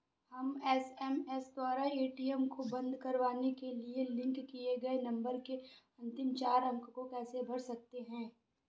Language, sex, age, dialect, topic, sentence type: Hindi, female, 25-30, Awadhi Bundeli, banking, question